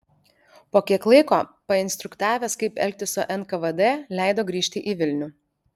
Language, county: Lithuanian, Alytus